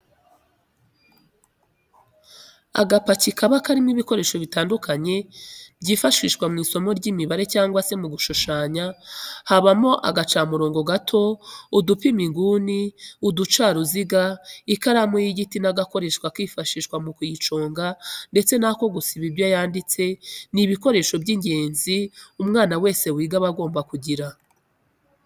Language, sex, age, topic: Kinyarwanda, female, 25-35, education